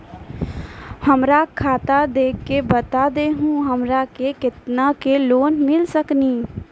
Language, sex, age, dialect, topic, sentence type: Maithili, female, 18-24, Angika, banking, question